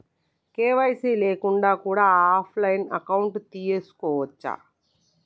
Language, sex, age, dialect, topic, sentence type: Telugu, male, 31-35, Telangana, banking, question